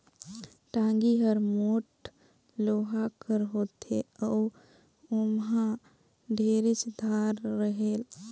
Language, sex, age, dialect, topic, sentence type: Chhattisgarhi, female, 18-24, Northern/Bhandar, agriculture, statement